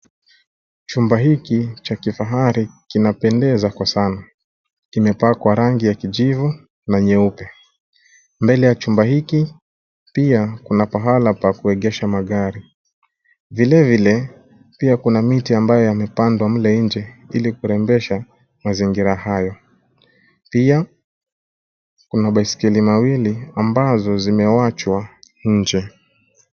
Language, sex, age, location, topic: Swahili, male, 25-35, Nairobi, finance